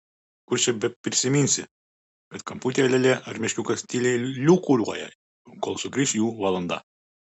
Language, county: Lithuanian, Utena